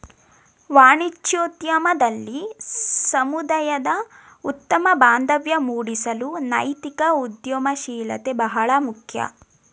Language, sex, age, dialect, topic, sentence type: Kannada, female, 18-24, Mysore Kannada, banking, statement